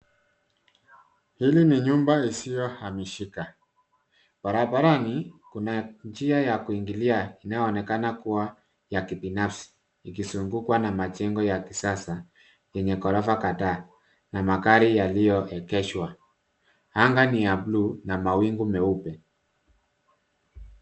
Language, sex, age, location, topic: Swahili, male, 50+, Nairobi, finance